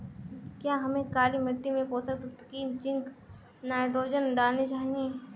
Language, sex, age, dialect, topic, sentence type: Hindi, female, 18-24, Awadhi Bundeli, agriculture, question